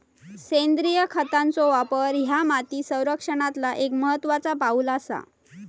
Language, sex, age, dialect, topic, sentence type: Marathi, female, 25-30, Southern Konkan, agriculture, statement